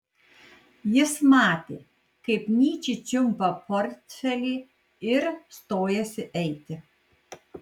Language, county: Lithuanian, Kaunas